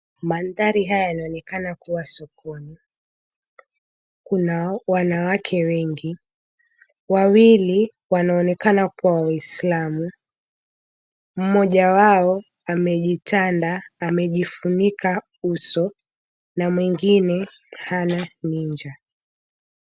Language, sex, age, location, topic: Swahili, female, 18-24, Mombasa, finance